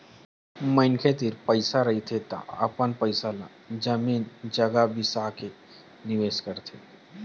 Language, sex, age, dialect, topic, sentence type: Chhattisgarhi, male, 18-24, Western/Budati/Khatahi, banking, statement